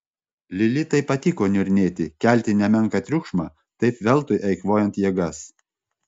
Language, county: Lithuanian, Panevėžys